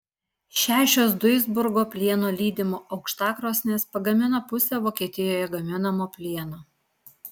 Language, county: Lithuanian, Alytus